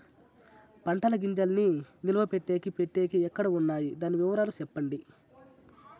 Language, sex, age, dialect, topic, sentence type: Telugu, male, 41-45, Southern, agriculture, question